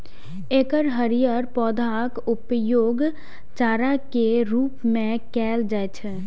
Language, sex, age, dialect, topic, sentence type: Maithili, female, 18-24, Eastern / Thethi, agriculture, statement